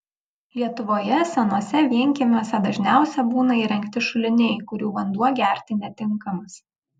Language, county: Lithuanian, Vilnius